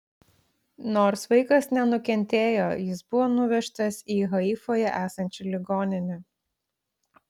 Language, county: Lithuanian, Klaipėda